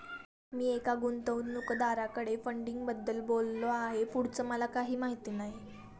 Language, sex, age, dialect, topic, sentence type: Marathi, female, 18-24, Standard Marathi, banking, statement